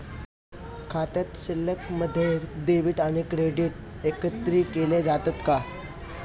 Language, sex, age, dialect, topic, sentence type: Marathi, male, 18-24, Standard Marathi, banking, question